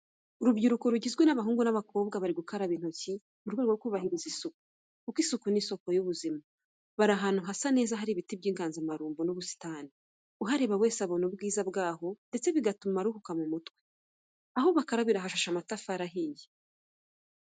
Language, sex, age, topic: Kinyarwanda, female, 25-35, education